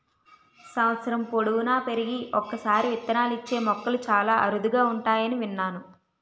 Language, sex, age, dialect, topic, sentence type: Telugu, female, 18-24, Utterandhra, agriculture, statement